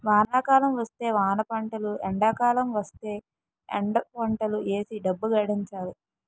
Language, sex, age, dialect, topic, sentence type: Telugu, female, 25-30, Utterandhra, agriculture, statement